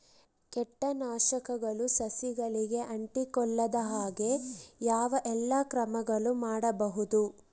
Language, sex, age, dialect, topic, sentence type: Kannada, female, 25-30, Central, agriculture, question